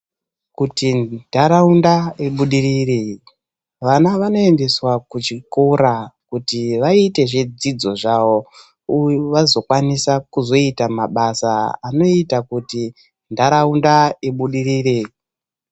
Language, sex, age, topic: Ndau, male, 18-24, education